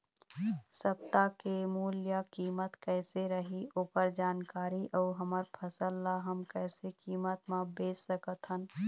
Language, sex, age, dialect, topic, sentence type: Chhattisgarhi, female, 31-35, Eastern, agriculture, question